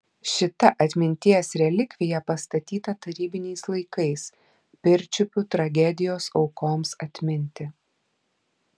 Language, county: Lithuanian, Klaipėda